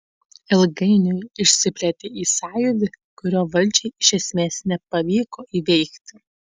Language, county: Lithuanian, Tauragė